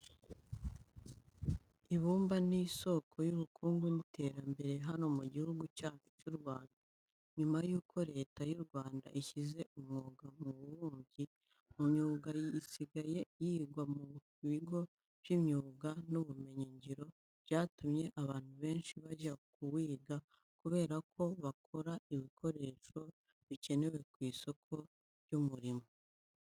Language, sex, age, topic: Kinyarwanda, female, 25-35, education